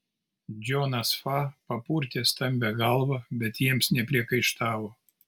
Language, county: Lithuanian, Kaunas